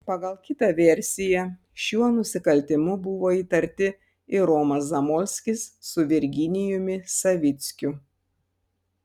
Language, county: Lithuanian, Panevėžys